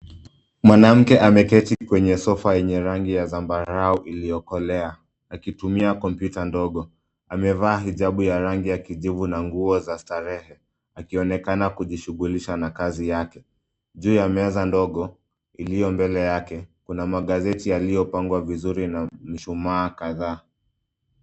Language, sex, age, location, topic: Swahili, male, 25-35, Nairobi, education